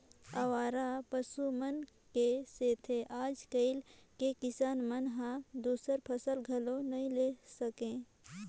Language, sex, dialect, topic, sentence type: Chhattisgarhi, female, Northern/Bhandar, agriculture, statement